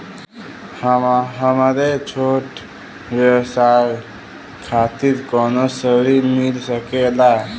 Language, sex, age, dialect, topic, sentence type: Bhojpuri, male, 18-24, Western, banking, question